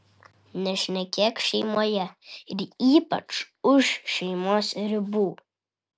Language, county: Lithuanian, Vilnius